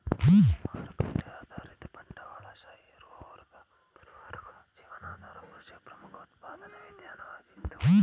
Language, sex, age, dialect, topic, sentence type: Kannada, male, 25-30, Mysore Kannada, agriculture, statement